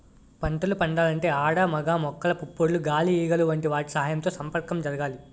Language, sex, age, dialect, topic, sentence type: Telugu, male, 18-24, Utterandhra, agriculture, statement